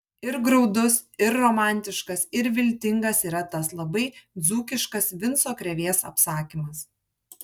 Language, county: Lithuanian, Kaunas